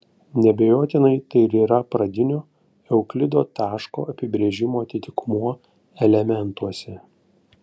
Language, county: Lithuanian, Panevėžys